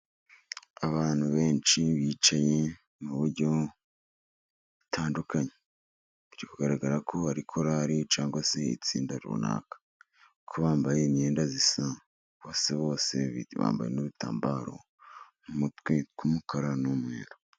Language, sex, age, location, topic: Kinyarwanda, male, 50+, Musanze, finance